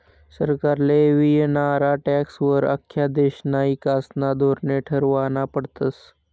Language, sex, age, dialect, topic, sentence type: Marathi, male, 18-24, Northern Konkan, banking, statement